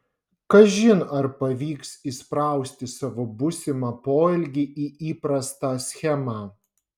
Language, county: Lithuanian, Vilnius